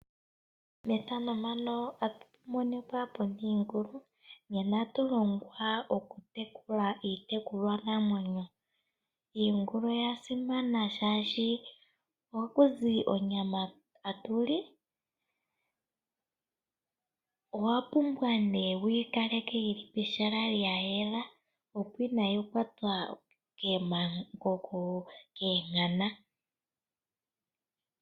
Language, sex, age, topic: Oshiwambo, female, 25-35, agriculture